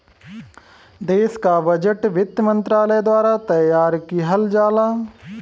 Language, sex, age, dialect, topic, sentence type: Bhojpuri, male, 25-30, Western, banking, statement